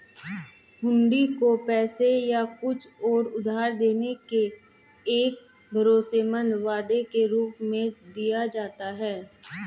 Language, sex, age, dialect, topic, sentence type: Hindi, male, 25-30, Hindustani Malvi Khadi Boli, banking, statement